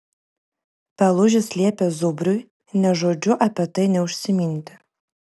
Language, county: Lithuanian, Vilnius